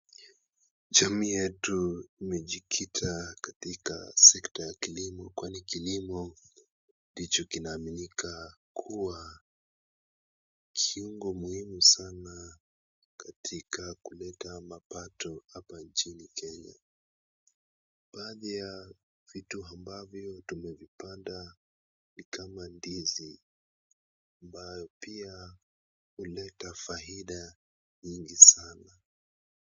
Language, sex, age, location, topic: Swahili, male, 18-24, Kisumu, agriculture